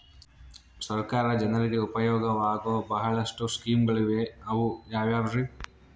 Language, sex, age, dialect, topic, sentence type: Kannada, male, 41-45, Central, banking, question